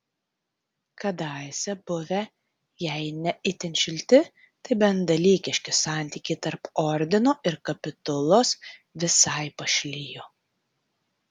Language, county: Lithuanian, Tauragė